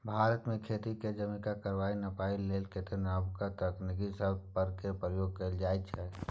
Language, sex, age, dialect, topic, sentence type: Maithili, male, 18-24, Bajjika, agriculture, statement